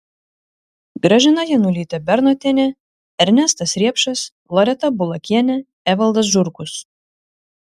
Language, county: Lithuanian, Šiauliai